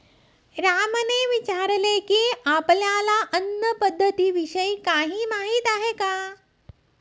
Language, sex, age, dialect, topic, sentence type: Marathi, female, 36-40, Standard Marathi, agriculture, statement